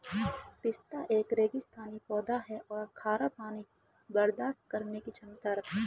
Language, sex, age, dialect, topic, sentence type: Hindi, male, 25-30, Hindustani Malvi Khadi Boli, agriculture, statement